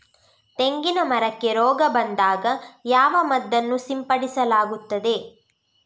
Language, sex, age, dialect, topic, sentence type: Kannada, female, 18-24, Coastal/Dakshin, agriculture, question